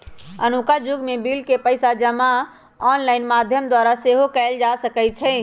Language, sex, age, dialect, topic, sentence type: Magahi, male, 18-24, Western, banking, statement